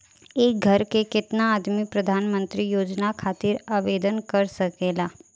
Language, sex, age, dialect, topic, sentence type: Bhojpuri, female, 18-24, Southern / Standard, banking, question